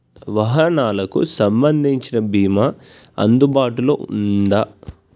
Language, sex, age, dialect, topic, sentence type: Telugu, male, 18-24, Telangana, banking, question